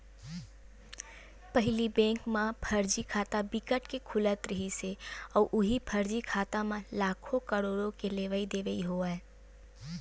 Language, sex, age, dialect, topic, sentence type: Chhattisgarhi, female, 18-24, Western/Budati/Khatahi, banking, statement